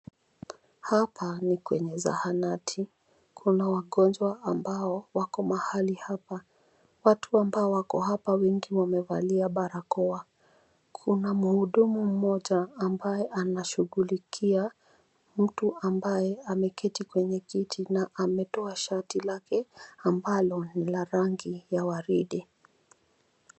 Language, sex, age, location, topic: Swahili, female, 25-35, Nairobi, health